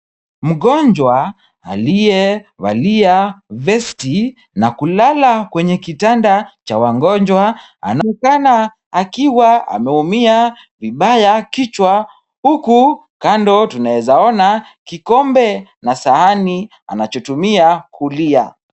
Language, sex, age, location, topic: Swahili, male, 25-35, Kisumu, health